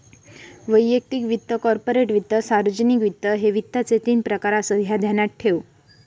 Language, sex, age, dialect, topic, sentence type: Marathi, female, 25-30, Southern Konkan, banking, statement